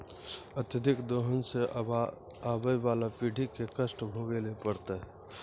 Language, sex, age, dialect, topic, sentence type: Maithili, male, 18-24, Angika, agriculture, statement